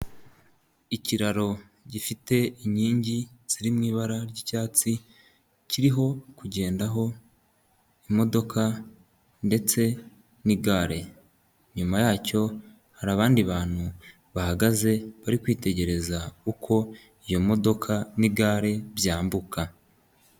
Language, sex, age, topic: Kinyarwanda, male, 18-24, government